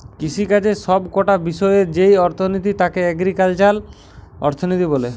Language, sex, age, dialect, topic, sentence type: Bengali, male, <18, Western, banking, statement